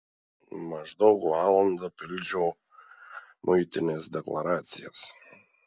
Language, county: Lithuanian, Šiauliai